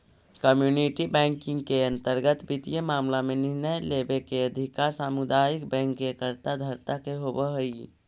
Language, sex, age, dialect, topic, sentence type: Magahi, male, 25-30, Central/Standard, banking, statement